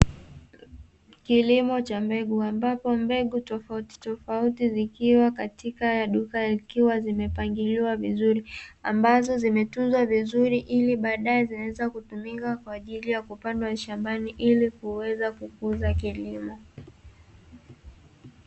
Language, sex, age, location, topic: Swahili, female, 18-24, Dar es Salaam, agriculture